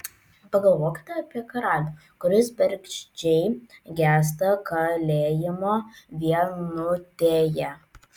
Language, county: Lithuanian, Vilnius